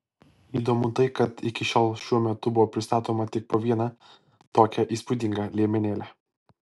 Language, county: Lithuanian, Alytus